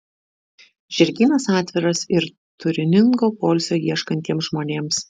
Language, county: Lithuanian, Šiauliai